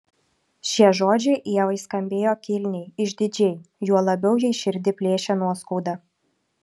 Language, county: Lithuanian, Šiauliai